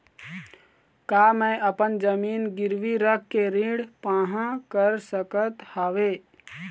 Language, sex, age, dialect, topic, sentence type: Chhattisgarhi, male, 18-24, Eastern, banking, question